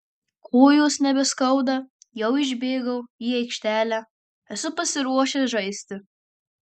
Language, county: Lithuanian, Marijampolė